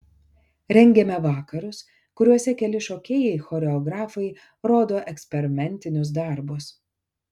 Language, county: Lithuanian, Kaunas